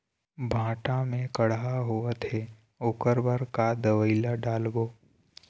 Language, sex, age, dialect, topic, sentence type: Chhattisgarhi, male, 18-24, Eastern, agriculture, question